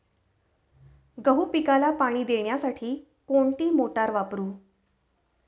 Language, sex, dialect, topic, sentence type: Marathi, female, Standard Marathi, agriculture, question